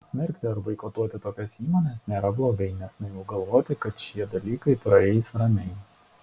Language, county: Lithuanian, Šiauliai